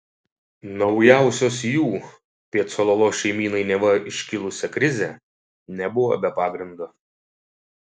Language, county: Lithuanian, Šiauliai